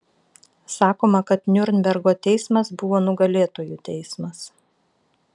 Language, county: Lithuanian, Vilnius